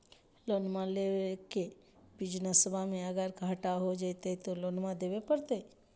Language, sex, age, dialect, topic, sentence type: Magahi, female, 25-30, Southern, banking, question